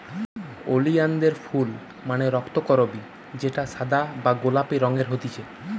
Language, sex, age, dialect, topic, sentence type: Bengali, female, 25-30, Western, agriculture, statement